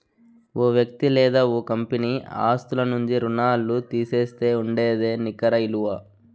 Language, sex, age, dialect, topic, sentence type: Telugu, male, 25-30, Southern, banking, statement